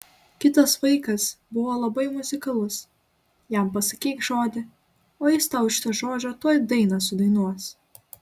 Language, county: Lithuanian, Klaipėda